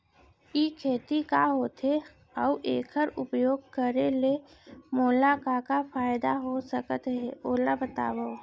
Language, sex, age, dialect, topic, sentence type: Chhattisgarhi, female, 60-100, Central, agriculture, question